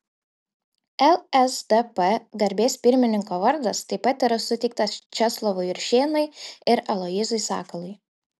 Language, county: Lithuanian, Šiauliai